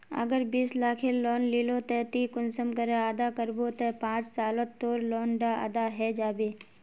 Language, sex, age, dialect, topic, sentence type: Magahi, female, 18-24, Northeastern/Surjapuri, banking, question